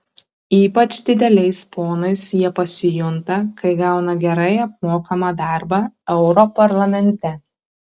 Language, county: Lithuanian, Kaunas